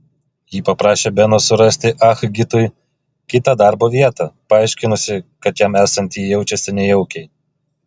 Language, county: Lithuanian, Klaipėda